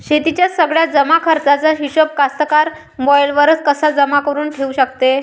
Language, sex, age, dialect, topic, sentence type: Marathi, male, 31-35, Varhadi, agriculture, question